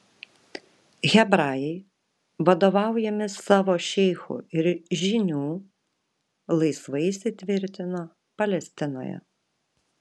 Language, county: Lithuanian, Vilnius